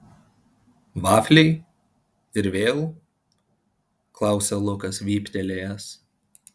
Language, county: Lithuanian, Panevėžys